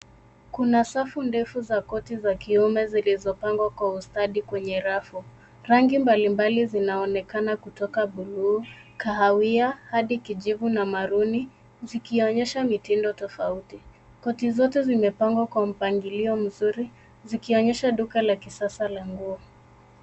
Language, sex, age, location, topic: Swahili, female, 25-35, Nairobi, finance